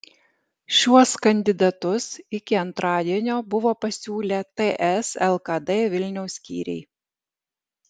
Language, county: Lithuanian, Alytus